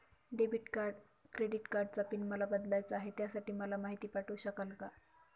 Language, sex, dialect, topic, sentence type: Marathi, female, Northern Konkan, banking, question